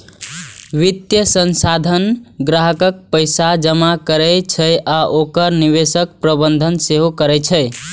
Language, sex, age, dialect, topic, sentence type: Maithili, male, 18-24, Eastern / Thethi, banking, statement